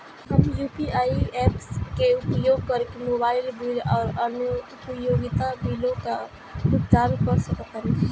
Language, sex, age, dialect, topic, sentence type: Bhojpuri, female, 18-24, Northern, banking, statement